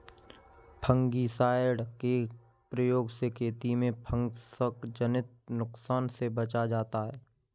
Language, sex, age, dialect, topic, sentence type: Hindi, male, 18-24, Kanauji Braj Bhasha, agriculture, statement